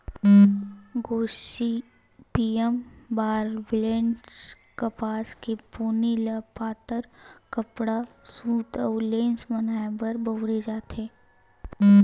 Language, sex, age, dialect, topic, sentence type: Chhattisgarhi, female, 18-24, Western/Budati/Khatahi, agriculture, statement